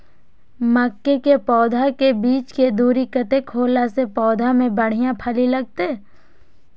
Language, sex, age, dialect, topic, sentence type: Maithili, female, 18-24, Eastern / Thethi, agriculture, question